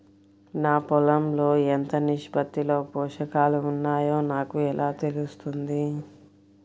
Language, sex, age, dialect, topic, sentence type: Telugu, female, 56-60, Central/Coastal, agriculture, question